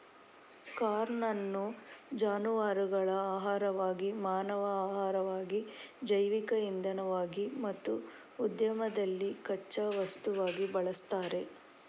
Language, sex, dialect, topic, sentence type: Kannada, female, Coastal/Dakshin, agriculture, statement